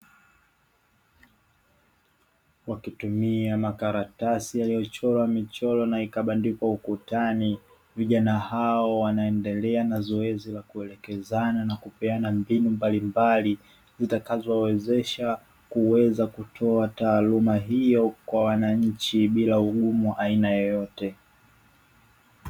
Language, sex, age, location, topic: Swahili, male, 25-35, Dar es Salaam, education